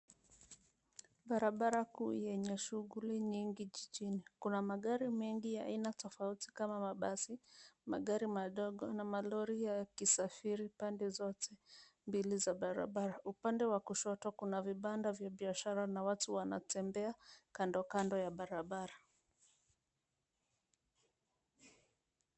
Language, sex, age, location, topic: Swahili, female, 25-35, Nairobi, government